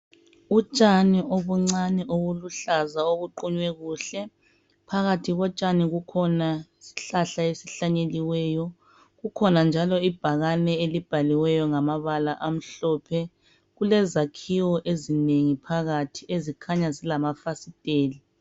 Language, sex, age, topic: North Ndebele, female, 25-35, health